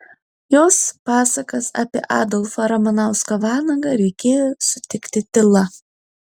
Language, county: Lithuanian, Alytus